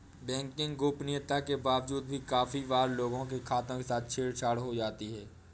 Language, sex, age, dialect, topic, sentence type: Hindi, male, 18-24, Awadhi Bundeli, banking, statement